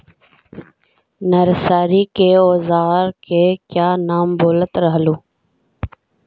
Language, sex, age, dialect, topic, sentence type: Magahi, female, 56-60, Central/Standard, agriculture, question